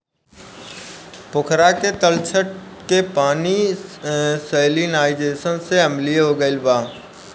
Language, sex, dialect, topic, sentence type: Bhojpuri, male, Southern / Standard, agriculture, question